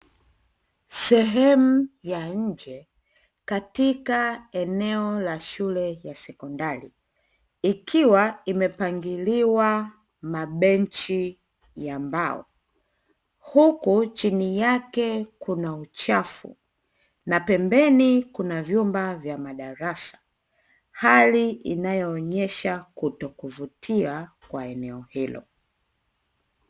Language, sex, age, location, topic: Swahili, female, 25-35, Dar es Salaam, education